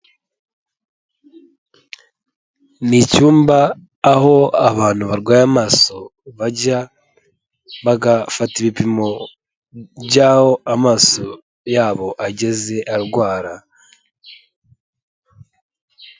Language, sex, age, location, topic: Kinyarwanda, male, 18-24, Kigali, health